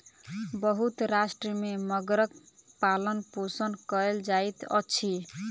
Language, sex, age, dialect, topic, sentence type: Maithili, female, 18-24, Southern/Standard, agriculture, statement